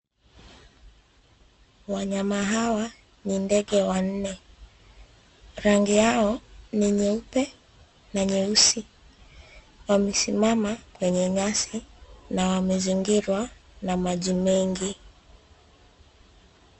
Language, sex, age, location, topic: Swahili, female, 25-35, Nairobi, government